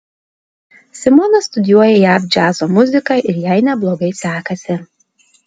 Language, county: Lithuanian, Alytus